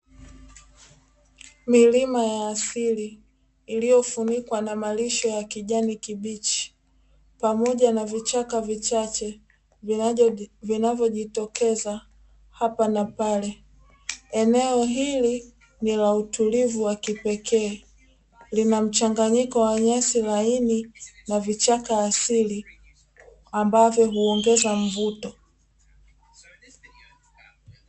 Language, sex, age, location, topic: Swahili, female, 18-24, Dar es Salaam, agriculture